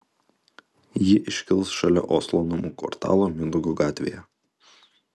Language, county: Lithuanian, Utena